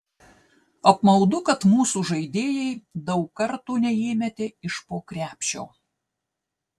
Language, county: Lithuanian, Telšiai